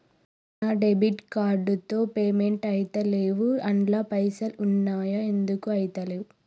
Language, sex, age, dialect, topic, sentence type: Telugu, female, 18-24, Telangana, banking, question